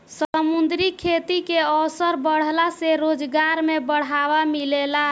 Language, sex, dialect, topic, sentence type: Bhojpuri, female, Southern / Standard, agriculture, statement